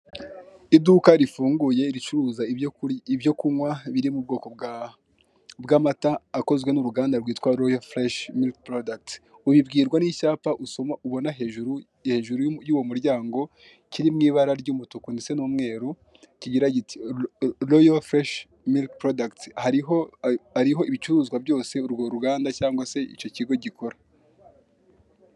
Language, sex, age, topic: Kinyarwanda, male, 25-35, finance